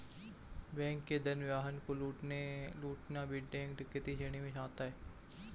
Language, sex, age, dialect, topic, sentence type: Hindi, male, 25-30, Marwari Dhudhari, banking, statement